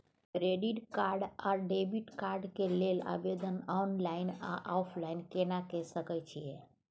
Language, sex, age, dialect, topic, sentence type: Maithili, female, 36-40, Bajjika, banking, question